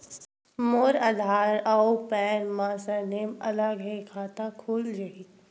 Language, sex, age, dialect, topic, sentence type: Chhattisgarhi, female, 51-55, Western/Budati/Khatahi, banking, question